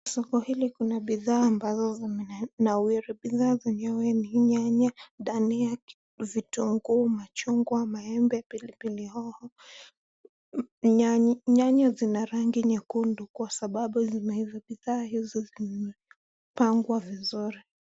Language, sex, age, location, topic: Swahili, male, 25-35, Nairobi, finance